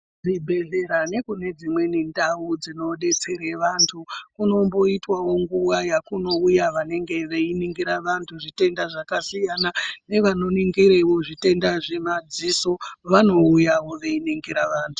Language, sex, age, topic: Ndau, male, 36-49, health